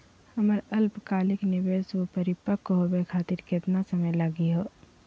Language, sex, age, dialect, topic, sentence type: Magahi, female, 51-55, Southern, banking, question